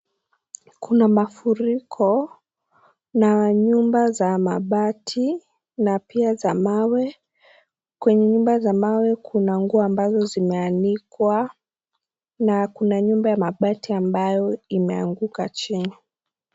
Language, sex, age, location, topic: Swahili, female, 18-24, Kisii, health